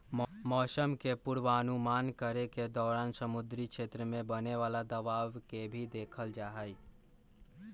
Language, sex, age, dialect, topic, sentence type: Magahi, male, 41-45, Western, agriculture, statement